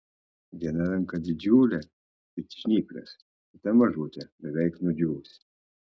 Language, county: Lithuanian, Kaunas